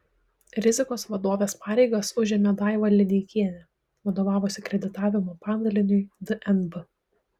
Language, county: Lithuanian, Šiauliai